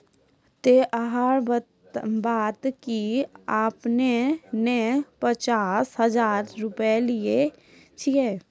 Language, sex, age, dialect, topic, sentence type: Maithili, female, 41-45, Angika, banking, question